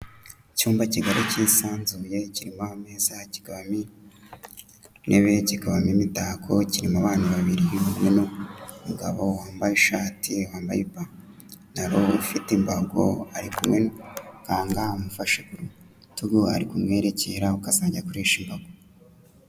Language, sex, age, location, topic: Kinyarwanda, male, 25-35, Kigali, health